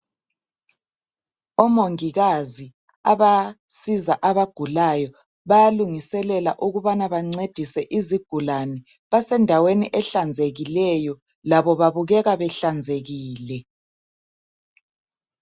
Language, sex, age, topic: North Ndebele, male, 50+, health